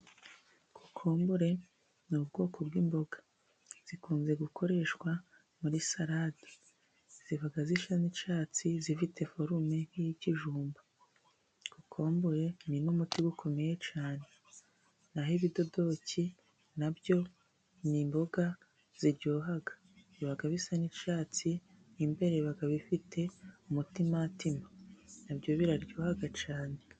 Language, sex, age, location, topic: Kinyarwanda, female, 25-35, Musanze, agriculture